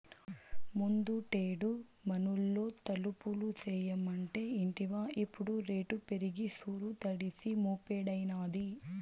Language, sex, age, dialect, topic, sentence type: Telugu, female, 18-24, Southern, agriculture, statement